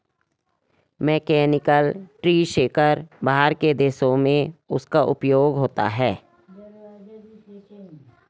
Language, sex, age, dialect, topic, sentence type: Hindi, female, 56-60, Garhwali, agriculture, statement